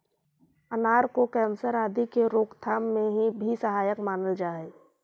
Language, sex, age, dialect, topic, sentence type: Magahi, female, 18-24, Central/Standard, agriculture, statement